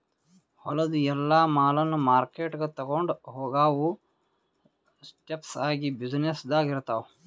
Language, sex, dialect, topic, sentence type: Kannada, male, Northeastern, agriculture, statement